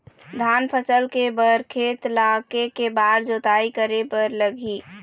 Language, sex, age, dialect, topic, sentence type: Chhattisgarhi, female, 18-24, Eastern, agriculture, question